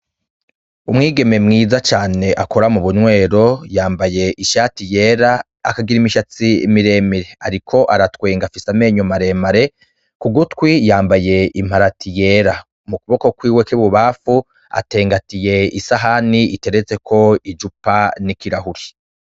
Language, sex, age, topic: Rundi, male, 36-49, education